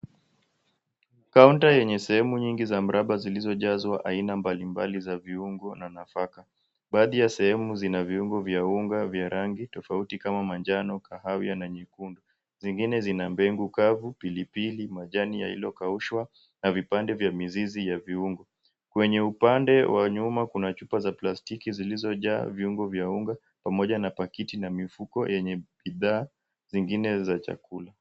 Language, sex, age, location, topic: Swahili, male, 18-24, Mombasa, agriculture